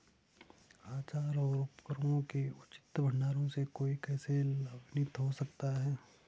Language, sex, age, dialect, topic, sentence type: Hindi, male, 18-24, Hindustani Malvi Khadi Boli, agriculture, question